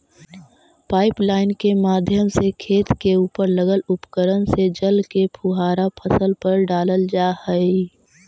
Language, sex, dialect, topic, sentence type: Magahi, female, Central/Standard, agriculture, statement